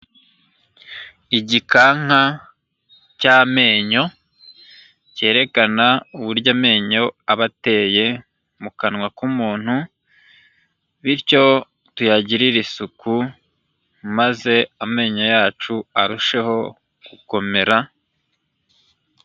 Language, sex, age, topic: Kinyarwanda, male, 25-35, health